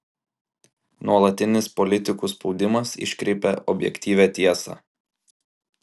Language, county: Lithuanian, Klaipėda